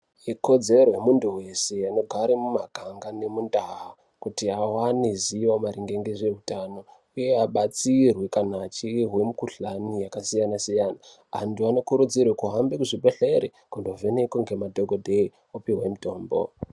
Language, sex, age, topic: Ndau, male, 18-24, health